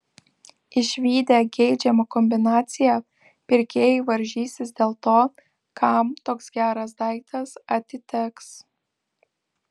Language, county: Lithuanian, Vilnius